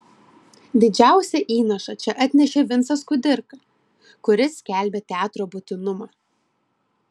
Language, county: Lithuanian, Klaipėda